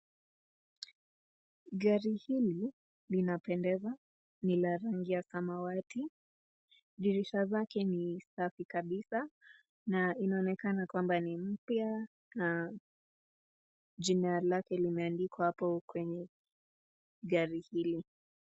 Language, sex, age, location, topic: Swahili, female, 18-24, Nakuru, finance